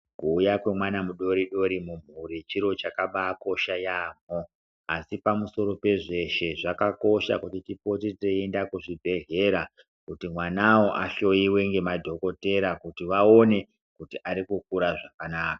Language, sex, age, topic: Ndau, male, 36-49, health